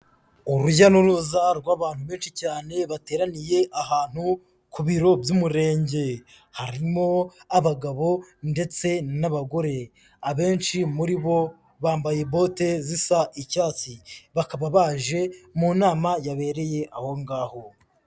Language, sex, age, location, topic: Kinyarwanda, male, 18-24, Huye, health